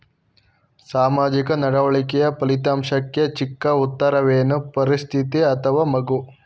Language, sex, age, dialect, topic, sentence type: Kannada, male, 41-45, Mysore Kannada, banking, question